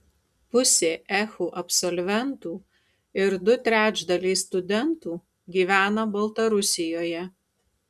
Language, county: Lithuanian, Tauragė